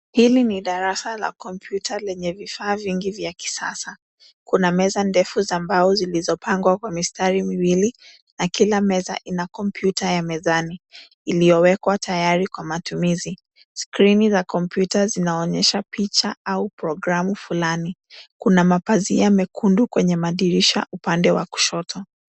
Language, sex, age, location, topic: Swahili, female, 25-35, Nairobi, education